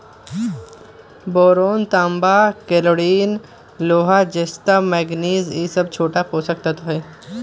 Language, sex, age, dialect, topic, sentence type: Magahi, male, 18-24, Western, agriculture, statement